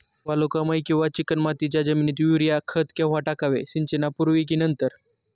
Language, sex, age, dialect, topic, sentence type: Marathi, male, 18-24, Standard Marathi, agriculture, question